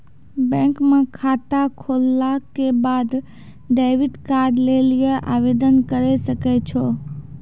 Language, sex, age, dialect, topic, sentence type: Maithili, female, 56-60, Angika, banking, statement